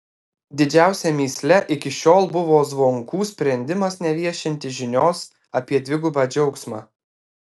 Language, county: Lithuanian, Alytus